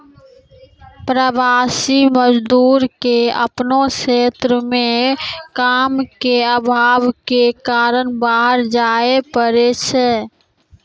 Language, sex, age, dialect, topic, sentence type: Maithili, female, 18-24, Angika, agriculture, statement